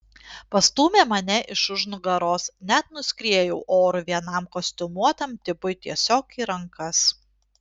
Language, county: Lithuanian, Panevėžys